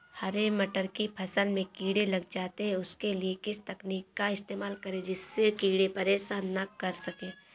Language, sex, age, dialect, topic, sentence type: Hindi, female, 18-24, Awadhi Bundeli, agriculture, question